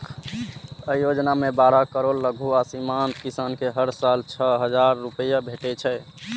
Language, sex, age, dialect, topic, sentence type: Maithili, male, 18-24, Eastern / Thethi, agriculture, statement